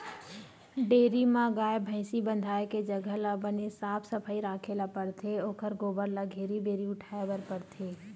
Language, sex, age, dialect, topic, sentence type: Chhattisgarhi, female, 31-35, Western/Budati/Khatahi, agriculture, statement